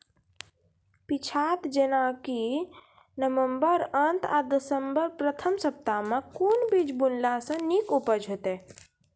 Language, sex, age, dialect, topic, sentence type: Maithili, female, 31-35, Angika, agriculture, question